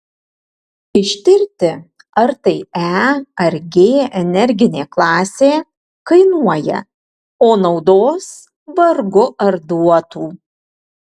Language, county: Lithuanian, Vilnius